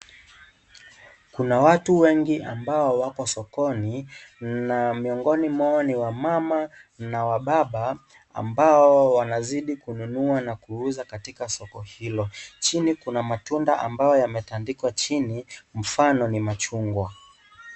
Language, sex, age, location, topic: Swahili, male, 18-24, Kisii, finance